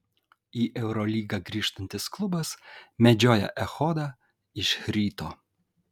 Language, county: Lithuanian, Kaunas